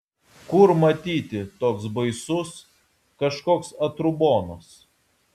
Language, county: Lithuanian, Vilnius